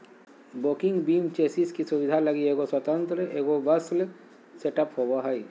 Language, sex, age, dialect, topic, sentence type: Magahi, male, 60-100, Southern, agriculture, statement